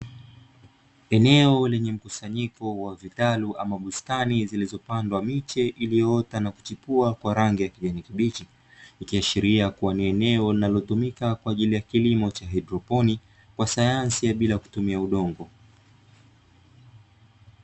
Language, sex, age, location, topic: Swahili, male, 25-35, Dar es Salaam, agriculture